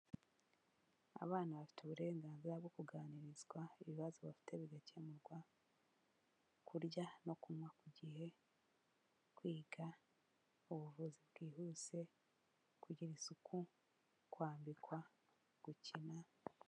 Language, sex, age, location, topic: Kinyarwanda, female, 25-35, Kigali, health